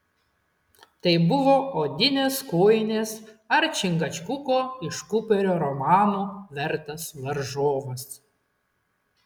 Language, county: Lithuanian, Klaipėda